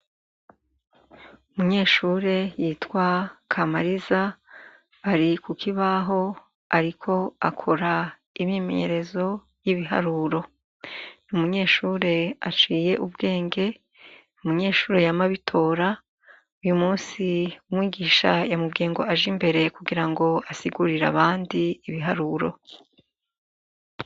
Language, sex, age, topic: Rundi, female, 36-49, education